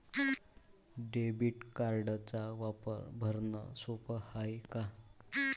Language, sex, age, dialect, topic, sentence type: Marathi, male, 25-30, Varhadi, banking, question